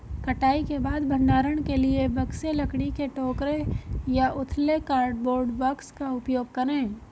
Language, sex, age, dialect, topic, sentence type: Hindi, female, 25-30, Hindustani Malvi Khadi Boli, agriculture, statement